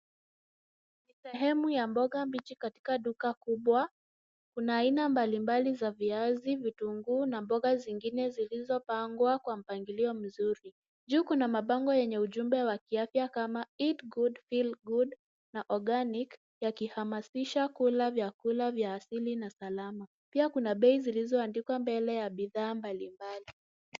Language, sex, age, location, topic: Swahili, female, 18-24, Nairobi, finance